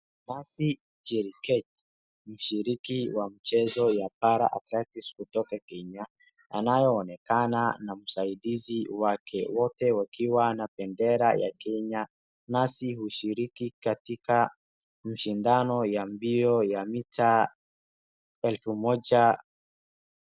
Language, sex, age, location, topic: Swahili, male, 36-49, Wajir, education